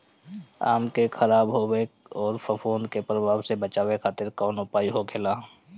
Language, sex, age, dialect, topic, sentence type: Bhojpuri, male, 25-30, Northern, agriculture, question